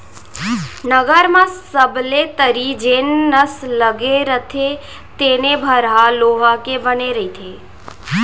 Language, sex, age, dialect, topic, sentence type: Chhattisgarhi, female, 18-24, Central, agriculture, statement